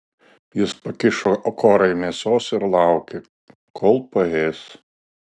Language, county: Lithuanian, Alytus